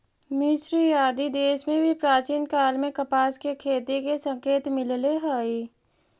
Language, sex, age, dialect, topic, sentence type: Magahi, female, 36-40, Central/Standard, agriculture, statement